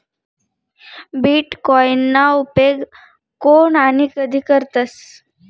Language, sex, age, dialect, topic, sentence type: Marathi, female, 31-35, Northern Konkan, banking, statement